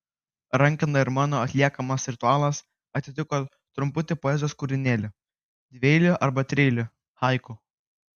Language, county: Lithuanian, Kaunas